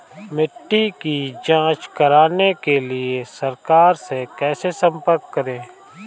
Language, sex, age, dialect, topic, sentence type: Hindi, male, 25-30, Kanauji Braj Bhasha, agriculture, question